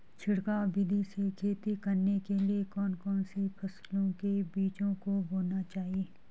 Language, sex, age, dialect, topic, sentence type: Hindi, female, 36-40, Garhwali, agriculture, question